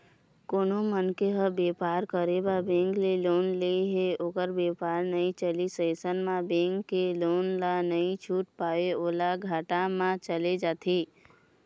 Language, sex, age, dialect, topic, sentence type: Chhattisgarhi, female, 18-24, Eastern, banking, statement